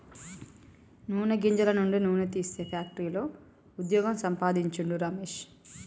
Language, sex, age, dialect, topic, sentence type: Telugu, female, 31-35, Telangana, agriculture, statement